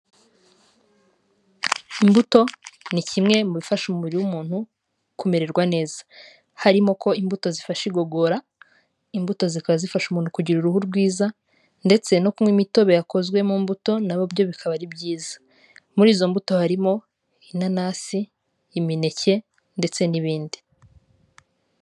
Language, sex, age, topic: Kinyarwanda, female, 18-24, finance